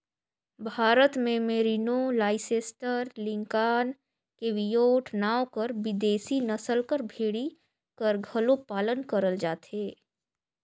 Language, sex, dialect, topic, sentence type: Chhattisgarhi, female, Northern/Bhandar, agriculture, statement